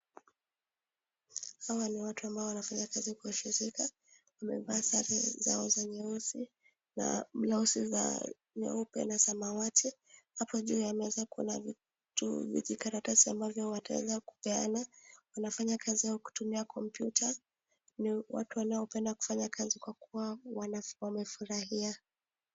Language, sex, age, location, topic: Swahili, female, 18-24, Nakuru, government